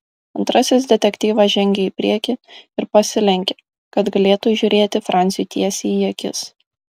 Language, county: Lithuanian, Kaunas